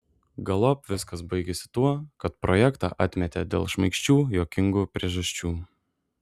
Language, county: Lithuanian, Šiauliai